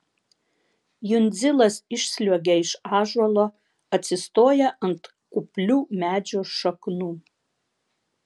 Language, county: Lithuanian, Vilnius